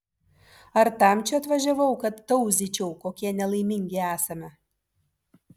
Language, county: Lithuanian, Vilnius